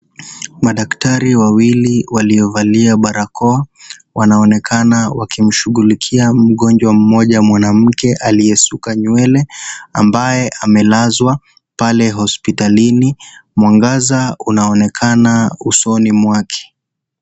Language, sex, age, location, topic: Swahili, male, 18-24, Kisii, health